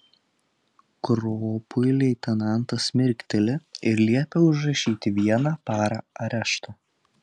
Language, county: Lithuanian, Telšiai